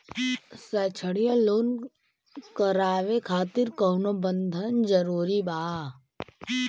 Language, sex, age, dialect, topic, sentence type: Bhojpuri, male, 18-24, Western, banking, question